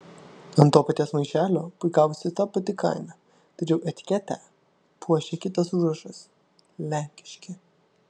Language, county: Lithuanian, Vilnius